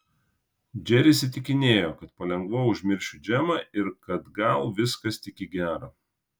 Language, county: Lithuanian, Kaunas